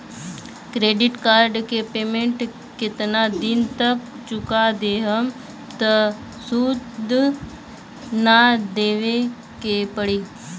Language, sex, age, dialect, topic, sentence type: Bhojpuri, female, 25-30, Southern / Standard, banking, question